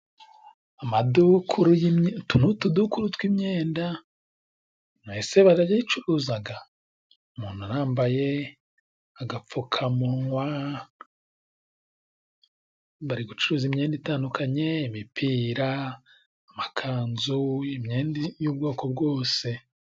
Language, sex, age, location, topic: Kinyarwanda, male, 25-35, Musanze, finance